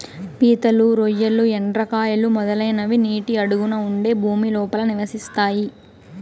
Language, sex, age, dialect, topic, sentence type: Telugu, female, 18-24, Southern, agriculture, statement